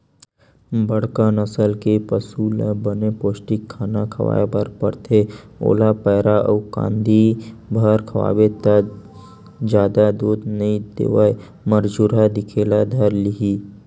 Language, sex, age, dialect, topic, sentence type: Chhattisgarhi, male, 18-24, Western/Budati/Khatahi, agriculture, statement